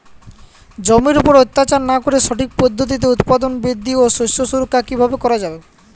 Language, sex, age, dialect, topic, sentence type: Bengali, male, 18-24, Jharkhandi, agriculture, question